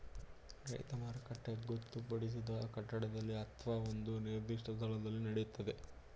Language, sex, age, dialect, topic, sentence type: Kannada, male, 18-24, Mysore Kannada, agriculture, statement